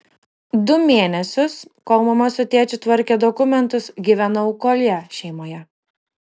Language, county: Lithuanian, Kaunas